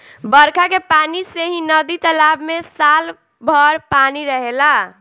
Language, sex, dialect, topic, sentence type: Bhojpuri, female, Southern / Standard, agriculture, statement